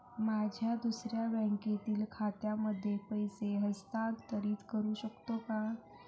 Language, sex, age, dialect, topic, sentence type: Marathi, female, 18-24, Standard Marathi, banking, question